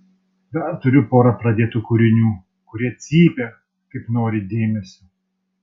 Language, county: Lithuanian, Vilnius